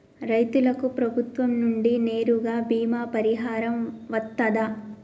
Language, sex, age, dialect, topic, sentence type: Telugu, male, 41-45, Telangana, agriculture, question